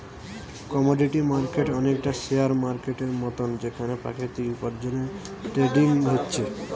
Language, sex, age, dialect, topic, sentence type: Bengali, male, 18-24, Western, banking, statement